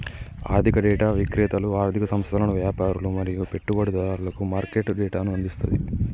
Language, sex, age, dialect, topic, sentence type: Telugu, male, 18-24, Telangana, banking, statement